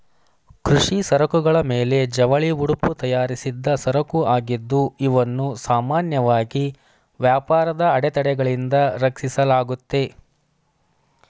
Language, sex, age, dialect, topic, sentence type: Kannada, male, 25-30, Mysore Kannada, banking, statement